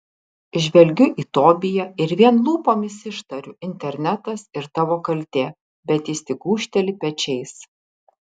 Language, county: Lithuanian, Kaunas